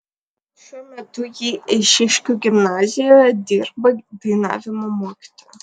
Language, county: Lithuanian, Vilnius